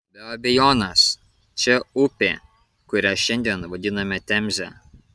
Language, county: Lithuanian, Kaunas